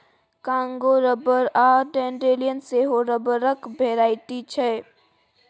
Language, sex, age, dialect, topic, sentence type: Maithili, female, 36-40, Bajjika, agriculture, statement